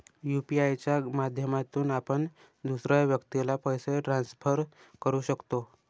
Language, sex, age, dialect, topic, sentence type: Marathi, male, 18-24, Varhadi, banking, statement